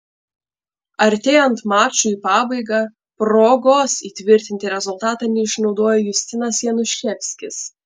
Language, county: Lithuanian, Panevėžys